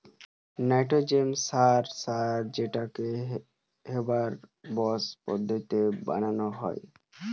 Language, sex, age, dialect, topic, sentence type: Bengali, male, 18-24, Western, agriculture, statement